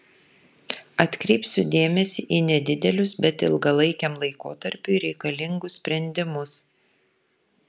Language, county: Lithuanian, Kaunas